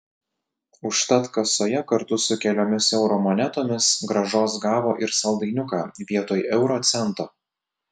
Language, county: Lithuanian, Telšiai